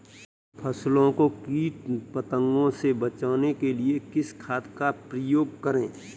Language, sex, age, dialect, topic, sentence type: Hindi, male, 31-35, Kanauji Braj Bhasha, agriculture, question